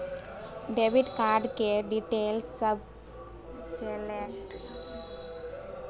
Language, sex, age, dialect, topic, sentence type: Maithili, female, 18-24, Bajjika, banking, statement